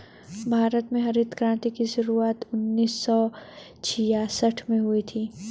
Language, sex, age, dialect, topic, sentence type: Hindi, female, 31-35, Hindustani Malvi Khadi Boli, agriculture, statement